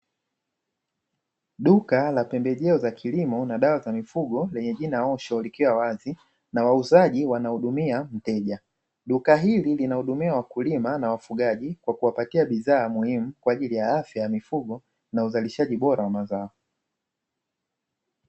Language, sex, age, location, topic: Swahili, male, 25-35, Dar es Salaam, agriculture